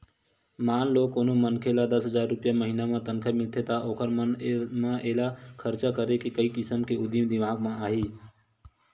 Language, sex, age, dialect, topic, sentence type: Chhattisgarhi, male, 18-24, Western/Budati/Khatahi, banking, statement